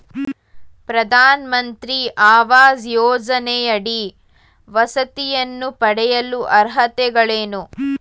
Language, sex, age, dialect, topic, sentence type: Kannada, female, 18-24, Mysore Kannada, banking, question